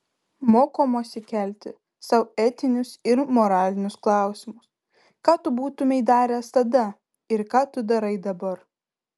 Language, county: Lithuanian, Vilnius